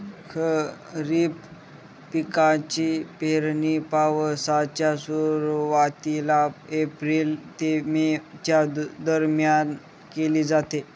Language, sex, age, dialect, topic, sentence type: Marathi, male, 18-24, Northern Konkan, agriculture, statement